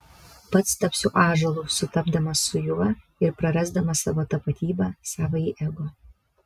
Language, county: Lithuanian, Vilnius